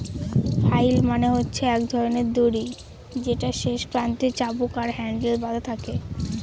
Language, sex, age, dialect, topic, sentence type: Bengali, female, 18-24, Northern/Varendri, agriculture, statement